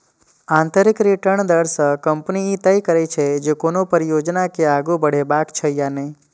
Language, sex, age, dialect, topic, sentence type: Maithili, male, 25-30, Eastern / Thethi, banking, statement